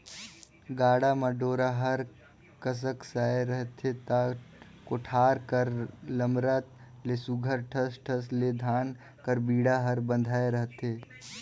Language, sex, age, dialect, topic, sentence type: Chhattisgarhi, male, 18-24, Northern/Bhandar, agriculture, statement